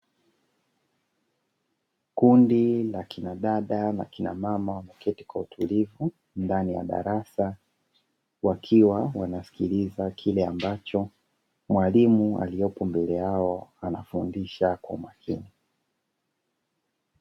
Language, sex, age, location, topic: Swahili, male, 25-35, Dar es Salaam, education